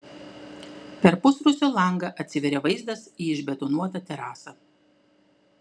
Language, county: Lithuanian, Klaipėda